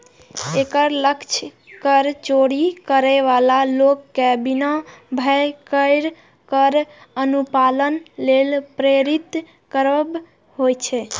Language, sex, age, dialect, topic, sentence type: Maithili, female, 18-24, Eastern / Thethi, banking, statement